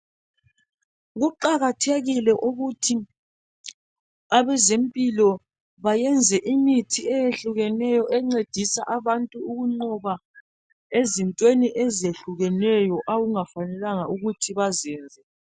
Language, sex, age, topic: North Ndebele, female, 36-49, health